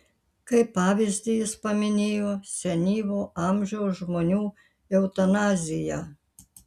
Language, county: Lithuanian, Kaunas